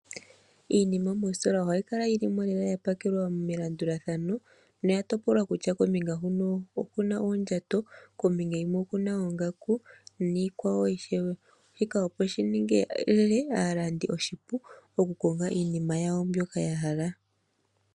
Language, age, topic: Oshiwambo, 25-35, finance